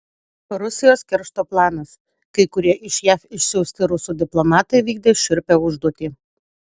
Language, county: Lithuanian, Utena